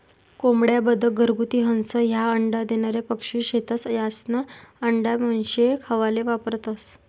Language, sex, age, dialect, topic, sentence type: Marathi, female, 25-30, Northern Konkan, agriculture, statement